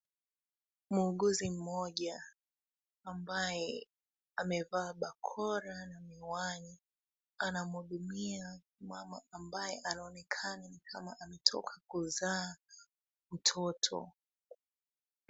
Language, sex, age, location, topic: Swahili, female, 18-24, Kisumu, health